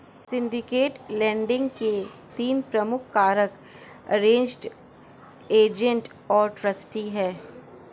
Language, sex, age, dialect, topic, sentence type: Hindi, female, 56-60, Marwari Dhudhari, banking, statement